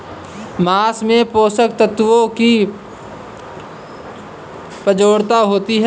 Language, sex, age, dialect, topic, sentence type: Hindi, male, 51-55, Awadhi Bundeli, agriculture, statement